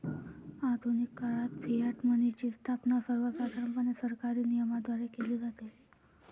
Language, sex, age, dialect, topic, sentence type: Marathi, female, 41-45, Varhadi, banking, statement